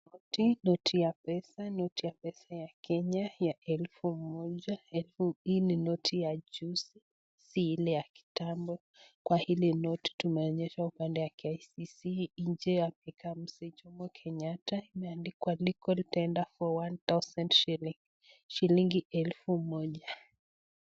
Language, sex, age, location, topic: Swahili, female, 18-24, Nakuru, finance